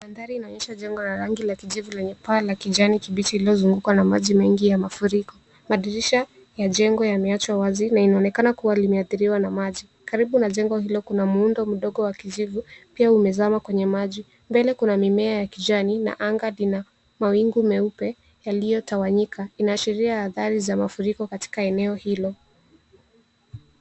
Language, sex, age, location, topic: Swahili, female, 18-24, Nairobi, health